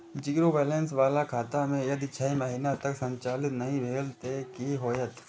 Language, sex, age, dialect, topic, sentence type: Maithili, male, 18-24, Eastern / Thethi, banking, question